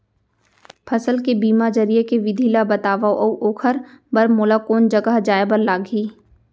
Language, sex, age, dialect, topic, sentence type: Chhattisgarhi, female, 25-30, Central, agriculture, question